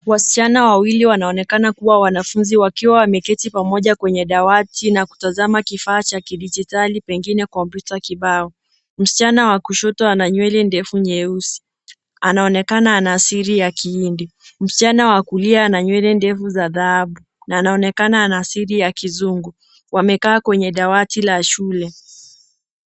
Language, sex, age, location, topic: Swahili, female, 18-24, Nairobi, education